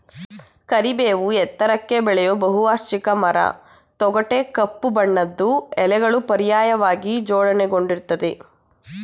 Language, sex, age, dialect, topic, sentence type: Kannada, female, 18-24, Mysore Kannada, agriculture, statement